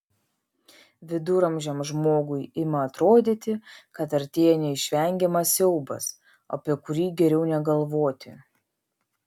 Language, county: Lithuanian, Vilnius